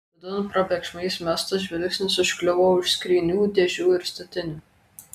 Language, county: Lithuanian, Kaunas